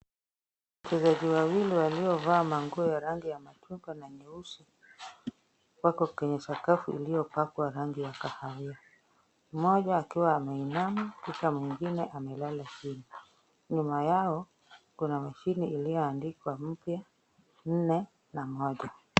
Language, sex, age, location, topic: Swahili, female, 36-49, Kisumu, education